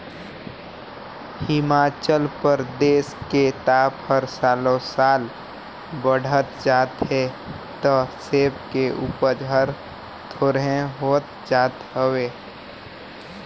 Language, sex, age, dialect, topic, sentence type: Chhattisgarhi, male, 60-100, Northern/Bhandar, agriculture, statement